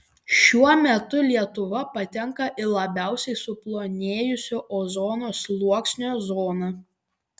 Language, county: Lithuanian, Panevėžys